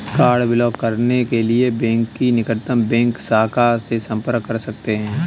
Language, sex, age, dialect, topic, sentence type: Hindi, male, 31-35, Kanauji Braj Bhasha, banking, statement